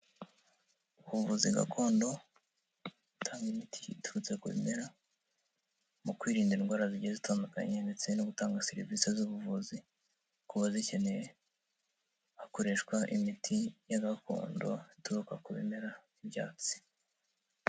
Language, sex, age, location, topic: Kinyarwanda, male, 18-24, Kigali, health